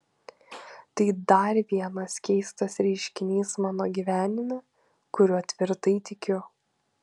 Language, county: Lithuanian, Kaunas